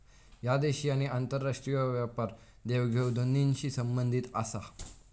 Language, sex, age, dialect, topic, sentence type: Marathi, male, 18-24, Southern Konkan, banking, statement